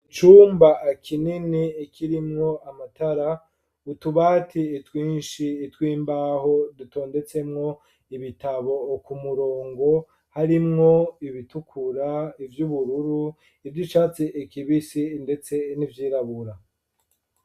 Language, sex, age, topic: Rundi, male, 25-35, education